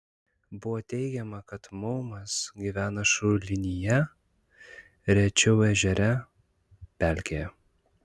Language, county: Lithuanian, Klaipėda